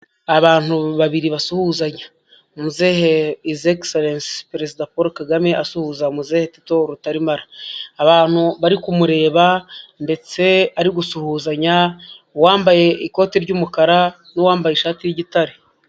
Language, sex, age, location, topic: Kinyarwanda, male, 25-35, Huye, government